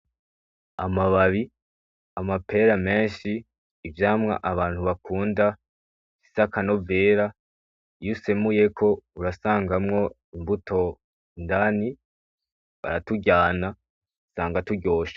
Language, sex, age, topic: Rundi, male, 18-24, agriculture